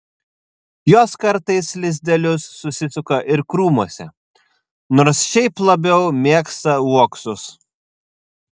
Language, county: Lithuanian, Vilnius